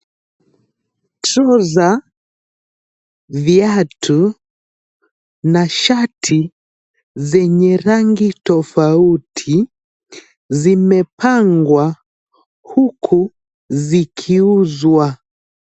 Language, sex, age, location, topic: Swahili, male, 18-24, Nairobi, finance